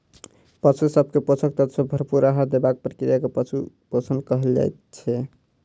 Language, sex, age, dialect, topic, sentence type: Maithili, male, 36-40, Southern/Standard, agriculture, statement